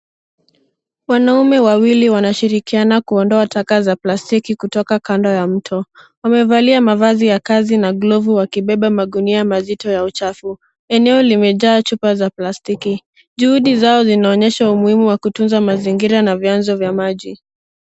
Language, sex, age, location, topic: Swahili, female, 18-24, Nairobi, government